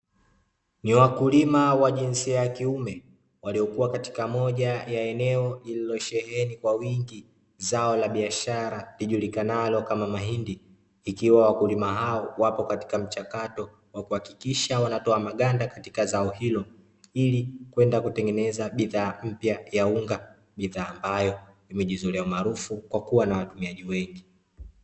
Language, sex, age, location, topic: Swahili, male, 25-35, Dar es Salaam, agriculture